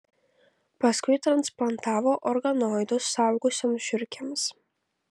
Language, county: Lithuanian, Kaunas